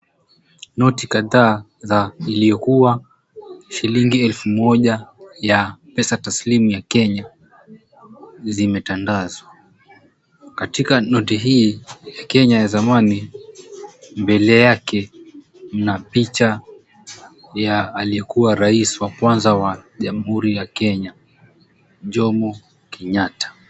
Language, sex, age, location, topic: Swahili, male, 18-24, Mombasa, finance